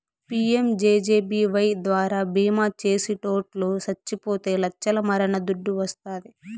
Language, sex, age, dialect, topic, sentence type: Telugu, female, 18-24, Southern, banking, statement